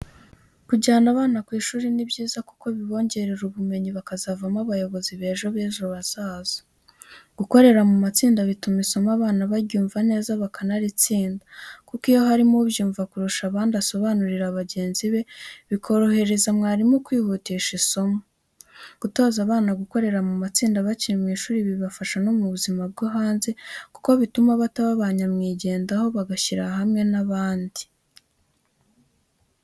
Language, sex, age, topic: Kinyarwanda, female, 18-24, education